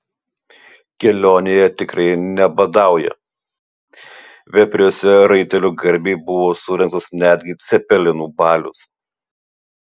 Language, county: Lithuanian, Utena